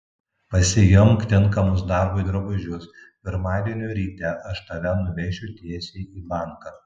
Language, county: Lithuanian, Tauragė